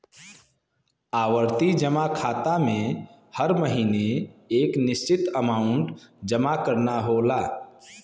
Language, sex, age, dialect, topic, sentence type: Bhojpuri, male, 25-30, Western, banking, statement